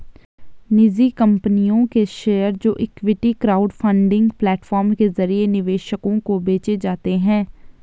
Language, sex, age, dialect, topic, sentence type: Hindi, female, 18-24, Garhwali, banking, statement